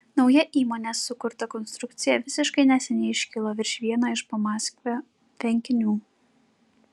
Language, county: Lithuanian, Klaipėda